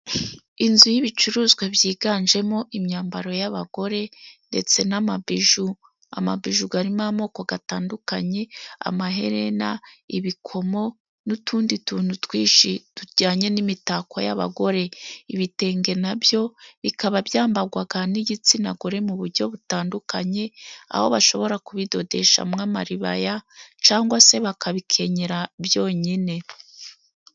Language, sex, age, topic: Kinyarwanda, female, 36-49, finance